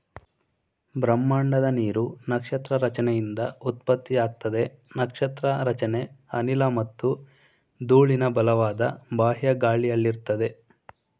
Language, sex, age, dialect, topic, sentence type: Kannada, male, 18-24, Mysore Kannada, agriculture, statement